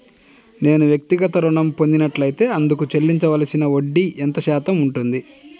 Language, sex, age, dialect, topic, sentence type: Telugu, male, 25-30, Central/Coastal, banking, question